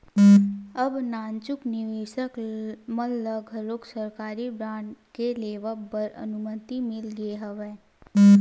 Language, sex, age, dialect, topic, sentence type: Chhattisgarhi, female, 18-24, Western/Budati/Khatahi, banking, statement